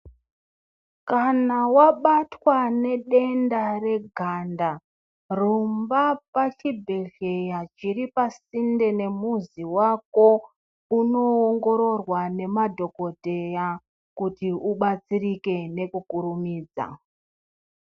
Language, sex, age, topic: Ndau, male, 50+, health